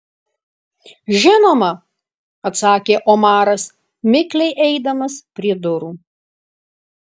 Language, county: Lithuanian, Alytus